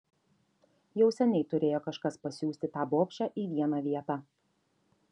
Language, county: Lithuanian, Šiauliai